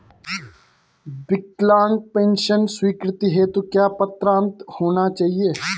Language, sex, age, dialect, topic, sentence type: Hindi, male, 18-24, Garhwali, banking, question